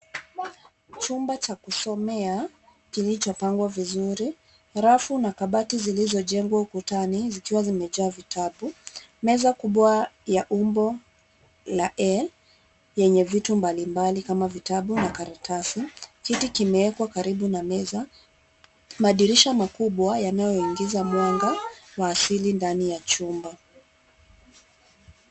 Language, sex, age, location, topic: Swahili, female, 25-35, Nairobi, health